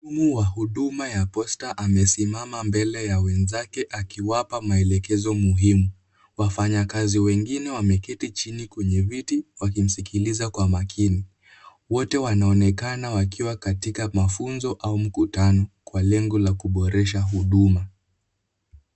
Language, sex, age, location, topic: Swahili, male, 18-24, Kisumu, government